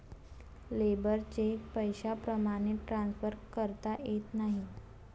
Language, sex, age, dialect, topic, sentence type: Marathi, female, 18-24, Varhadi, banking, statement